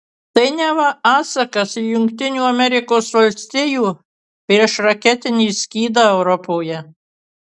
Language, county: Lithuanian, Kaunas